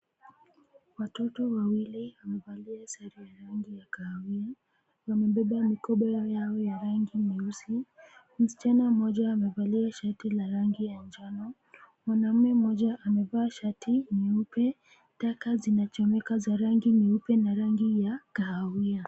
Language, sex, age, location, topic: Swahili, female, 25-35, Nairobi, government